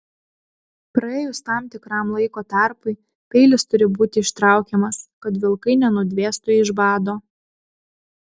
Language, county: Lithuanian, Vilnius